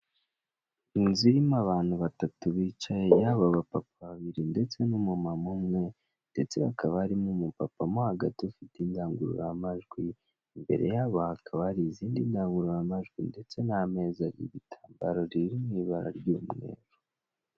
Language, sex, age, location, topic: Kinyarwanda, male, 18-24, Kigali, government